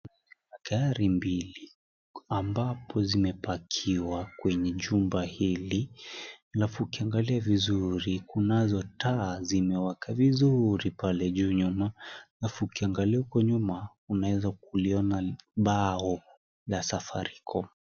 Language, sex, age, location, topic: Swahili, male, 18-24, Kisii, finance